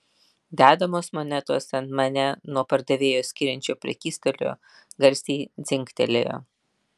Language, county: Lithuanian, Vilnius